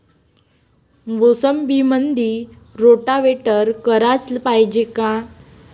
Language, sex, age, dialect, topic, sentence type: Marathi, female, 41-45, Varhadi, agriculture, question